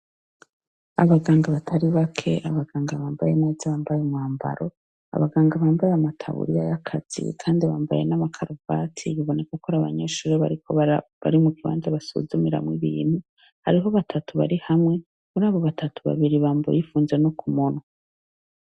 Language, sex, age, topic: Rundi, female, 36-49, education